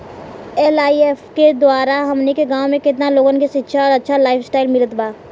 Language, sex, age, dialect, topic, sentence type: Bhojpuri, female, 18-24, Southern / Standard, banking, question